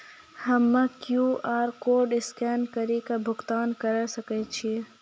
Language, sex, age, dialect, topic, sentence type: Maithili, female, 51-55, Angika, banking, question